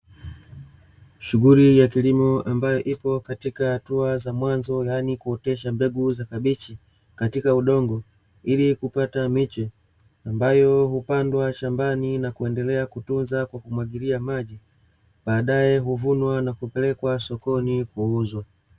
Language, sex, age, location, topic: Swahili, male, 25-35, Dar es Salaam, agriculture